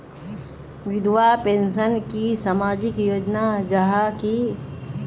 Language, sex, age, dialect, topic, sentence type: Magahi, female, 36-40, Northeastern/Surjapuri, banking, question